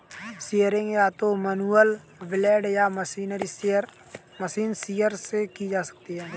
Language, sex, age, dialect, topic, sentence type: Hindi, male, 18-24, Kanauji Braj Bhasha, agriculture, statement